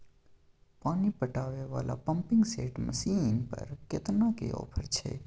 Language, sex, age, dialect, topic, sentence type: Maithili, male, 25-30, Bajjika, agriculture, question